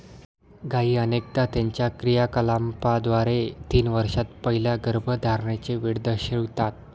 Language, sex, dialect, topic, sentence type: Marathi, male, Standard Marathi, agriculture, statement